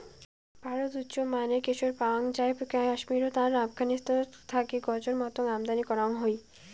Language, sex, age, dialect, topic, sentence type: Bengali, female, 18-24, Rajbangshi, agriculture, statement